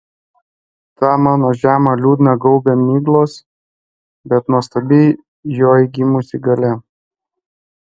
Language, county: Lithuanian, Klaipėda